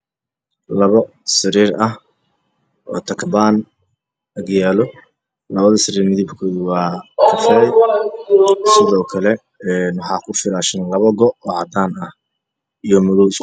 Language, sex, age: Somali, male, 18-24